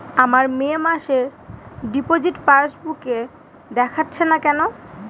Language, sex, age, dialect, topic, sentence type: Bengali, female, 18-24, Northern/Varendri, banking, question